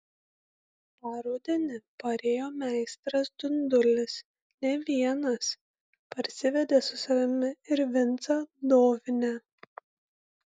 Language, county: Lithuanian, Kaunas